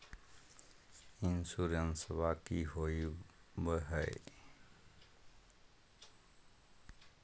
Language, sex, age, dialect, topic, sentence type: Magahi, male, 25-30, Southern, banking, question